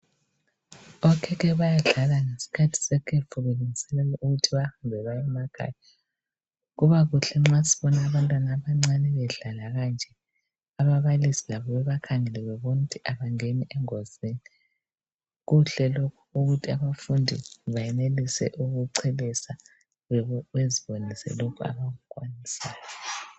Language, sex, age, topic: North Ndebele, female, 25-35, education